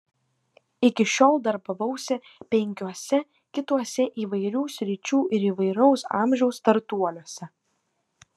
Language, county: Lithuanian, Kaunas